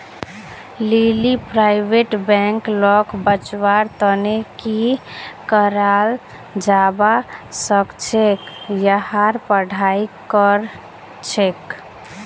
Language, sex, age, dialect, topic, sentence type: Magahi, female, 18-24, Northeastern/Surjapuri, banking, statement